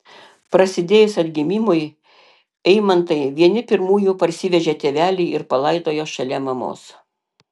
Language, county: Lithuanian, Panevėžys